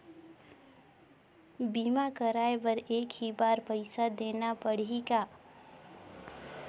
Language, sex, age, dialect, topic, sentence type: Chhattisgarhi, female, 18-24, Northern/Bhandar, banking, question